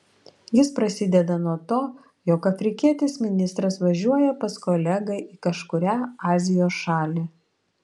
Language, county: Lithuanian, Vilnius